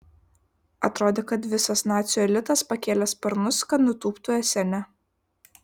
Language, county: Lithuanian, Vilnius